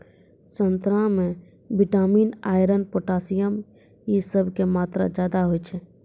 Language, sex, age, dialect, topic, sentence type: Maithili, female, 51-55, Angika, agriculture, statement